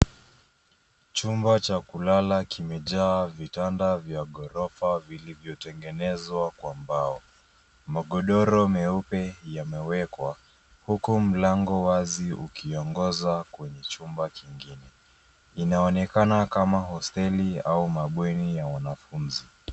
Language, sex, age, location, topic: Swahili, male, 25-35, Nairobi, education